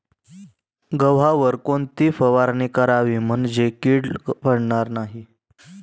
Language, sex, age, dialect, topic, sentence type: Marathi, male, 18-24, Standard Marathi, agriculture, question